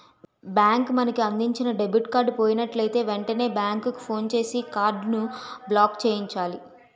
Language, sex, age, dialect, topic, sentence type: Telugu, female, 18-24, Utterandhra, banking, statement